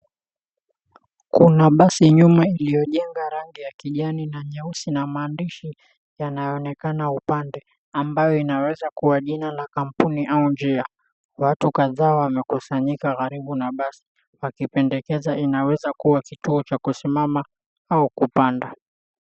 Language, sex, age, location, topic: Swahili, male, 18-24, Mombasa, government